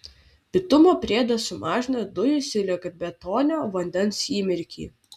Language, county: Lithuanian, Vilnius